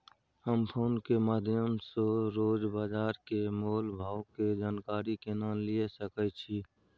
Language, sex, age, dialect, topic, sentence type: Maithili, male, 46-50, Bajjika, agriculture, question